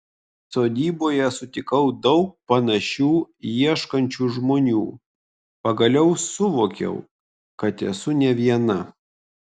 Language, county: Lithuanian, Kaunas